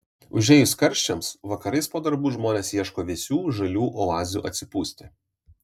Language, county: Lithuanian, Vilnius